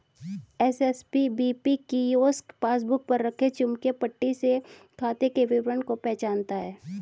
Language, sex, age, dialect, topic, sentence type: Hindi, female, 36-40, Hindustani Malvi Khadi Boli, banking, statement